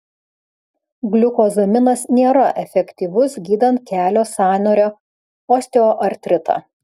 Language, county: Lithuanian, Vilnius